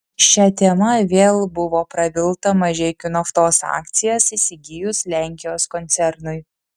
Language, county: Lithuanian, Vilnius